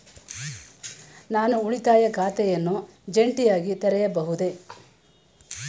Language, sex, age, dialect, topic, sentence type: Kannada, female, 18-24, Mysore Kannada, banking, question